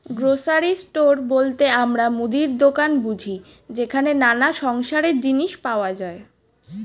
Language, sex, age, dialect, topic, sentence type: Bengali, female, 18-24, Standard Colloquial, agriculture, statement